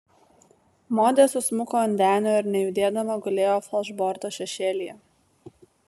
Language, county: Lithuanian, Vilnius